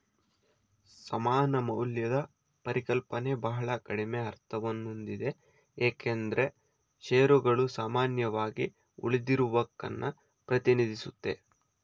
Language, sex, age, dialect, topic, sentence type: Kannada, male, 25-30, Mysore Kannada, banking, statement